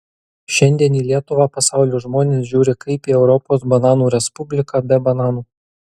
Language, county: Lithuanian, Kaunas